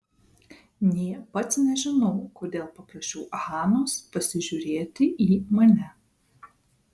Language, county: Lithuanian, Vilnius